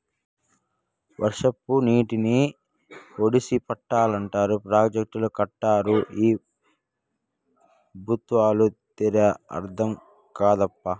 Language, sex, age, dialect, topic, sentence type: Telugu, male, 56-60, Southern, agriculture, statement